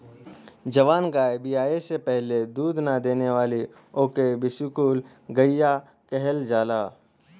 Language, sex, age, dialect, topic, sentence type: Bhojpuri, male, 18-24, Western, agriculture, statement